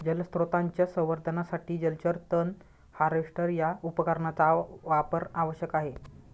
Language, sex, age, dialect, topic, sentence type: Marathi, male, 25-30, Standard Marathi, agriculture, statement